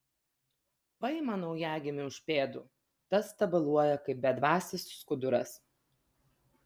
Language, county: Lithuanian, Vilnius